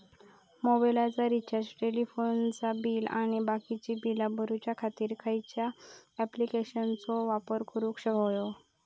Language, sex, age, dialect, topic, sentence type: Marathi, female, 18-24, Southern Konkan, banking, question